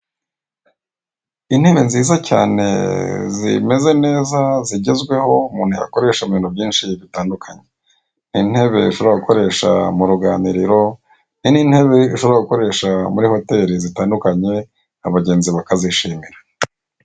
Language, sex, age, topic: Kinyarwanda, male, 18-24, finance